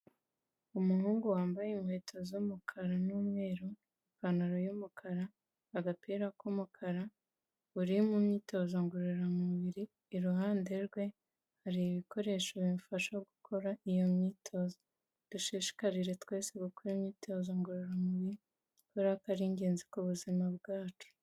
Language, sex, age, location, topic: Kinyarwanda, female, 25-35, Kigali, health